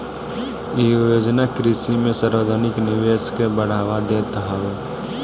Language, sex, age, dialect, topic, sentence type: Bhojpuri, male, 18-24, Northern, agriculture, statement